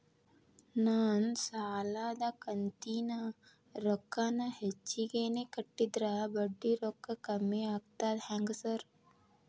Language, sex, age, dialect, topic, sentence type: Kannada, female, 18-24, Dharwad Kannada, banking, question